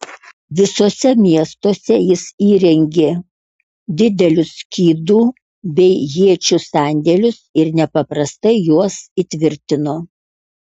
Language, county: Lithuanian, Kaunas